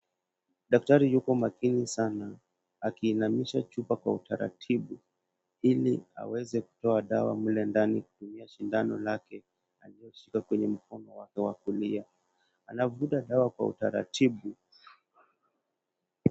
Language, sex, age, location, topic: Swahili, male, 18-24, Kisumu, health